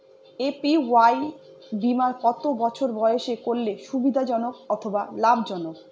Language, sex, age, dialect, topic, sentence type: Bengali, female, 31-35, Northern/Varendri, banking, question